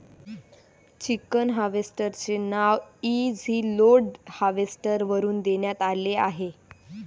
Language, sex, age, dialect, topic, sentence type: Marathi, female, 18-24, Varhadi, agriculture, statement